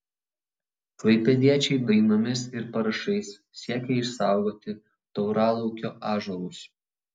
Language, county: Lithuanian, Vilnius